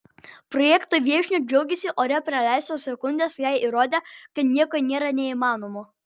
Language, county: Lithuanian, Vilnius